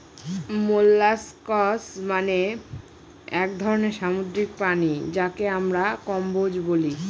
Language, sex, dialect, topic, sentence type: Bengali, female, Northern/Varendri, agriculture, statement